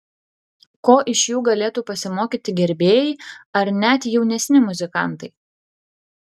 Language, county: Lithuanian, Klaipėda